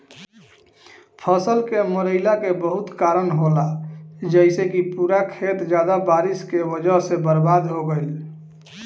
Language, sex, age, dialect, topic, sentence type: Bhojpuri, male, 31-35, Southern / Standard, agriculture, statement